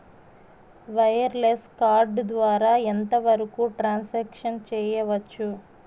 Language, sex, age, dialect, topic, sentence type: Telugu, female, 31-35, Utterandhra, banking, question